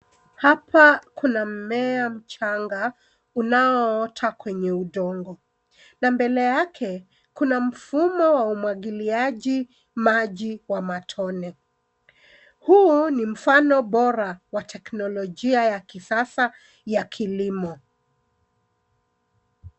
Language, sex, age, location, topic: Swahili, female, 36-49, Nairobi, agriculture